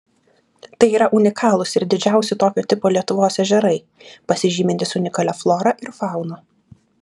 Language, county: Lithuanian, Klaipėda